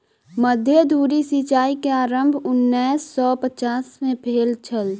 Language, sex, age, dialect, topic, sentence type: Maithili, female, 18-24, Southern/Standard, agriculture, statement